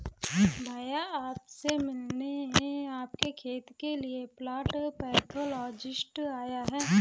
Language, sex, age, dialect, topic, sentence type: Hindi, female, 18-24, Kanauji Braj Bhasha, agriculture, statement